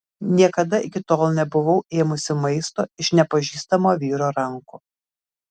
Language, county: Lithuanian, Kaunas